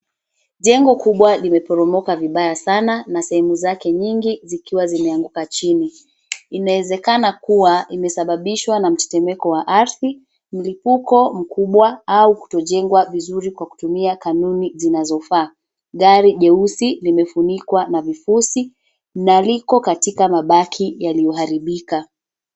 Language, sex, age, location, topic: Swahili, female, 36-49, Nairobi, health